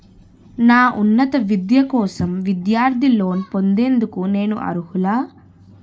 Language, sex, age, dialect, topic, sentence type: Telugu, female, 31-35, Utterandhra, banking, statement